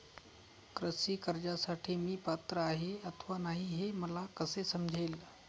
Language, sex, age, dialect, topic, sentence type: Marathi, male, 31-35, Northern Konkan, banking, question